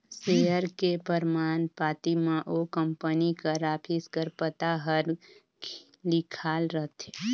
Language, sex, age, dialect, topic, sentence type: Chhattisgarhi, female, 18-24, Northern/Bhandar, banking, statement